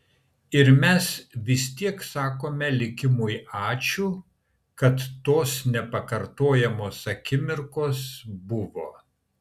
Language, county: Lithuanian, Kaunas